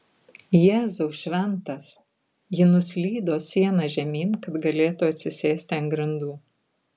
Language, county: Lithuanian, Vilnius